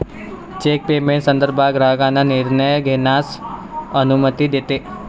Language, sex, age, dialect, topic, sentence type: Marathi, male, 18-24, Varhadi, banking, statement